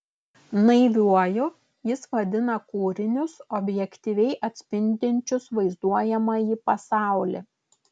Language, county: Lithuanian, Klaipėda